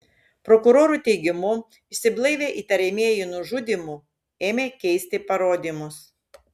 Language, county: Lithuanian, Šiauliai